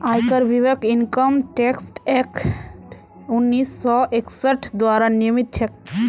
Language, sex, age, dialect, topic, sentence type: Magahi, female, 18-24, Northeastern/Surjapuri, banking, statement